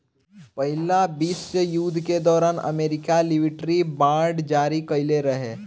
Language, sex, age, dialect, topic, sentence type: Bhojpuri, male, 18-24, Northern, banking, statement